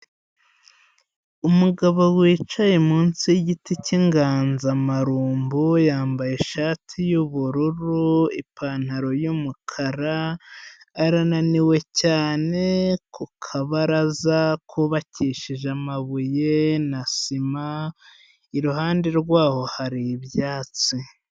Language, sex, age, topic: Kinyarwanda, male, 25-35, health